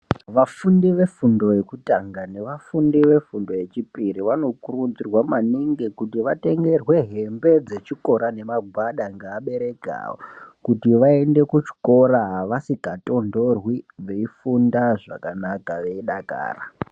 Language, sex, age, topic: Ndau, male, 18-24, education